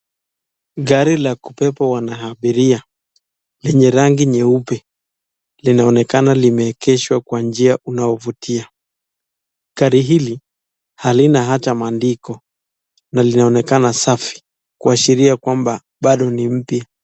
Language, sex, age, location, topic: Swahili, male, 25-35, Nakuru, finance